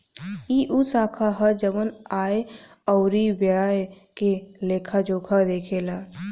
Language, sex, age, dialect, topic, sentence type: Bhojpuri, female, 18-24, Southern / Standard, banking, statement